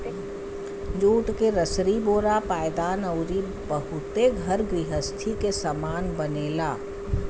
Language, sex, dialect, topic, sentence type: Bhojpuri, female, Western, agriculture, statement